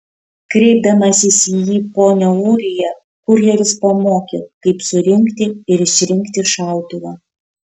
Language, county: Lithuanian, Kaunas